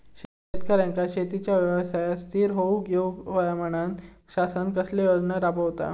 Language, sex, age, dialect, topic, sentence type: Marathi, male, 18-24, Southern Konkan, agriculture, question